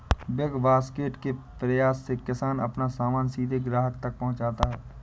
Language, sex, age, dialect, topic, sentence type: Hindi, male, 18-24, Awadhi Bundeli, agriculture, statement